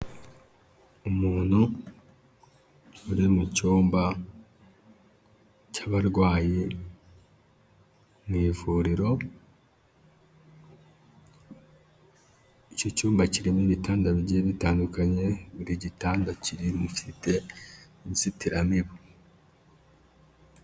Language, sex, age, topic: Kinyarwanda, male, 25-35, health